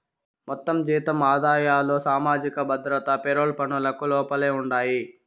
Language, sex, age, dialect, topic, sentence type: Telugu, male, 51-55, Southern, banking, statement